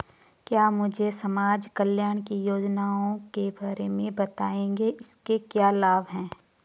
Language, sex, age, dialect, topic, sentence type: Hindi, female, 25-30, Garhwali, banking, question